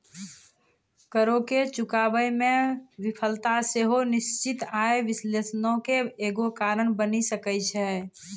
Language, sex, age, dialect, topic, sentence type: Maithili, female, 31-35, Angika, banking, statement